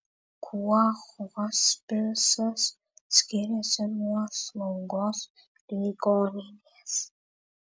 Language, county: Lithuanian, Vilnius